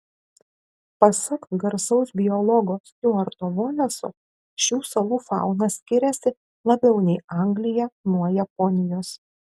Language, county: Lithuanian, Kaunas